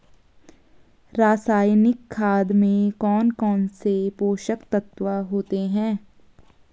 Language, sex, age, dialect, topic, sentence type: Hindi, female, 18-24, Garhwali, agriculture, question